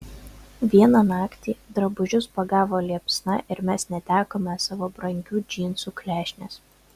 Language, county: Lithuanian, Vilnius